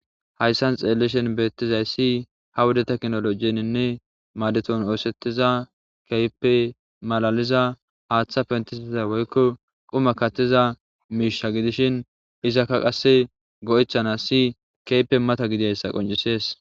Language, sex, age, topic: Gamo, male, 18-24, government